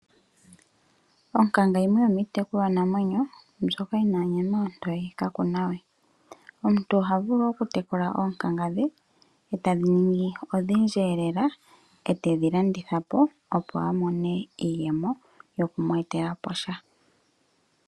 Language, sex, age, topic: Oshiwambo, female, 25-35, agriculture